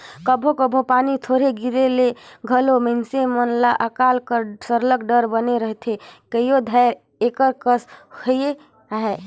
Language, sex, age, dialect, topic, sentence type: Chhattisgarhi, female, 25-30, Northern/Bhandar, agriculture, statement